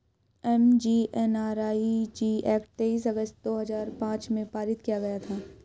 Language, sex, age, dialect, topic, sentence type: Hindi, female, 18-24, Hindustani Malvi Khadi Boli, banking, statement